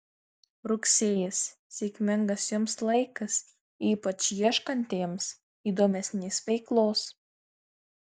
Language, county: Lithuanian, Marijampolė